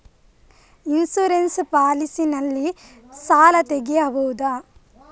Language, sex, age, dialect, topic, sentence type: Kannada, female, 25-30, Coastal/Dakshin, banking, question